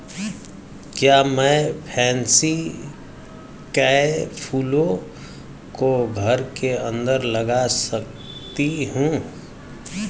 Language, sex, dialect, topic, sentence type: Hindi, male, Hindustani Malvi Khadi Boli, agriculture, statement